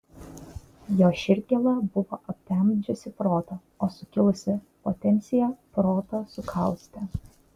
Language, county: Lithuanian, Kaunas